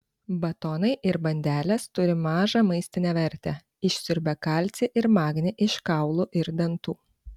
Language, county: Lithuanian, Panevėžys